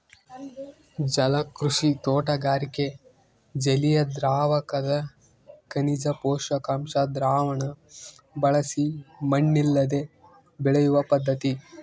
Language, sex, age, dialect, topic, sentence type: Kannada, male, 18-24, Central, agriculture, statement